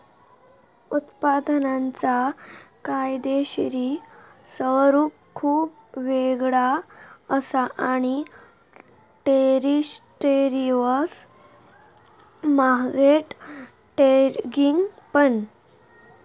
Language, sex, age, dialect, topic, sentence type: Marathi, female, 18-24, Southern Konkan, banking, statement